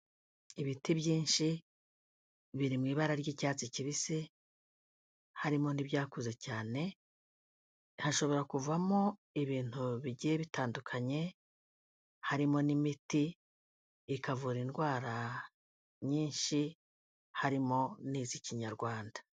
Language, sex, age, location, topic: Kinyarwanda, female, 18-24, Kigali, health